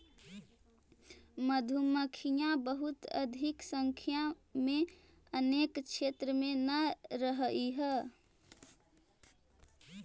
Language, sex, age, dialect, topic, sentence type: Magahi, female, 18-24, Central/Standard, agriculture, statement